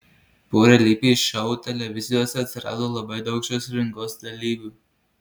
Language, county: Lithuanian, Marijampolė